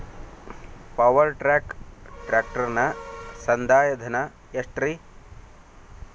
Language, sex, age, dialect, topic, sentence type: Kannada, male, 41-45, Dharwad Kannada, agriculture, question